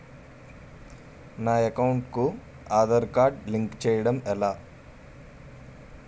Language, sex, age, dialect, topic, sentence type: Telugu, male, 18-24, Utterandhra, banking, question